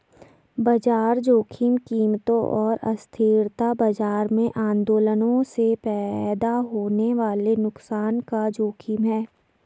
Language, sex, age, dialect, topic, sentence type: Hindi, female, 60-100, Garhwali, banking, statement